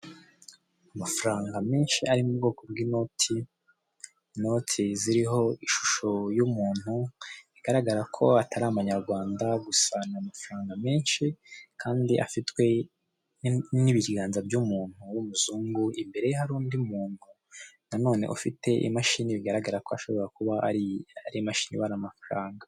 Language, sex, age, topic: Kinyarwanda, male, 18-24, finance